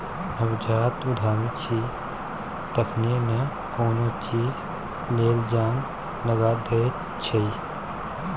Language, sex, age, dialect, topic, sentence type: Maithili, male, 18-24, Bajjika, banking, statement